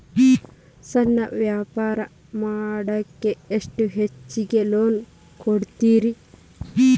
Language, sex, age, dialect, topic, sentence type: Kannada, female, 25-30, Dharwad Kannada, banking, question